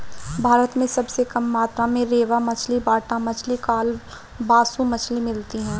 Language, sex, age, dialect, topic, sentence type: Hindi, male, 25-30, Marwari Dhudhari, agriculture, statement